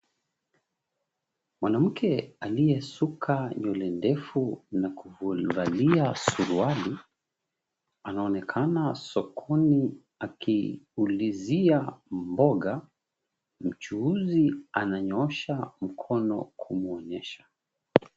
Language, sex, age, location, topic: Swahili, male, 36-49, Mombasa, finance